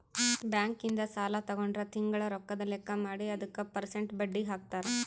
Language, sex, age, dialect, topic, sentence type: Kannada, female, 25-30, Central, banking, statement